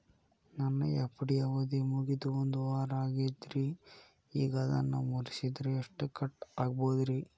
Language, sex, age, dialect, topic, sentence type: Kannada, male, 18-24, Dharwad Kannada, banking, question